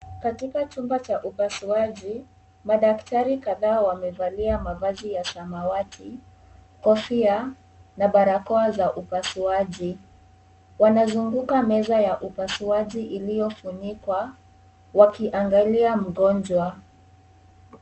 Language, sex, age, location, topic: Swahili, female, 18-24, Kisii, health